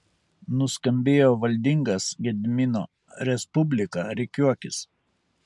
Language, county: Lithuanian, Kaunas